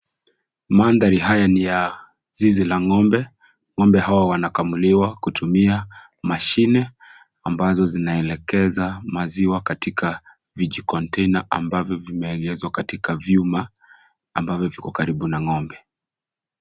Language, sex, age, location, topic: Swahili, male, 25-35, Kisii, agriculture